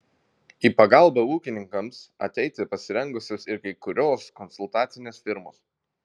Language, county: Lithuanian, Vilnius